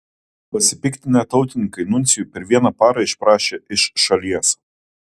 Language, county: Lithuanian, Kaunas